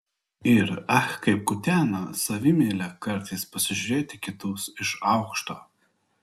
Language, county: Lithuanian, Klaipėda